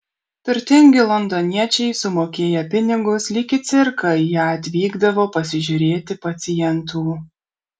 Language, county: Lithuanian, Kaunas